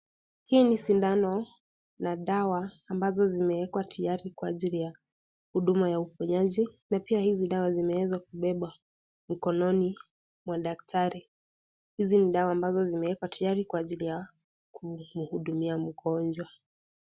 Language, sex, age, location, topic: Swahili, female, 18-24, Kisii, health